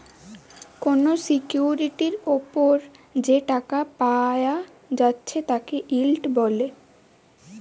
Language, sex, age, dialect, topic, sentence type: Bengali, female, 18-24, Western, banking, statement